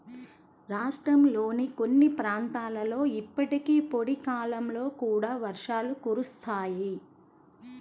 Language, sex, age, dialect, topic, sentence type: Telugu, female, 31-35, Central/Coastal, agriculture, statement